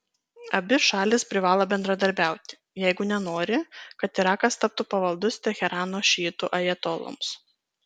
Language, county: Lithuanian, Kaunas